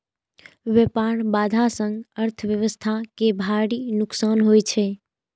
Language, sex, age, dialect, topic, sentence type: Maithili, female, 18-24, Eastern / Thethi, banking, statement